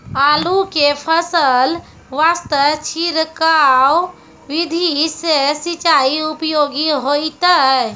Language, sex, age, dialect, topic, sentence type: Maithili, female, 25-30, Angika, agriculture, question